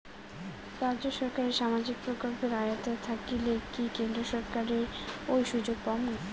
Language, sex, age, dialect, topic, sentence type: Bengali, female, 25-30, Rajbangshi, banking, question